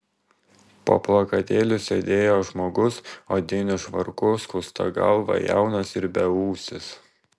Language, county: Lithuanian, Vilnius